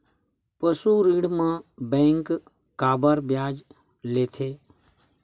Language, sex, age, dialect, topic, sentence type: Chhattisgarhi, male, 36-40, Western/Budati/Khatahi, banking, question